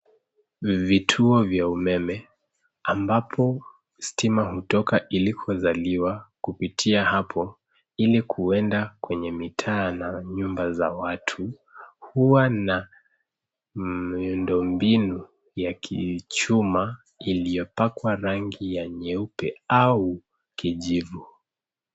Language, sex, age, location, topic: Swahili, male, 25-35, Nairobi, government